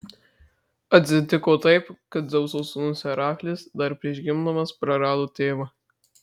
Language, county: Lithuanian, Marijampolė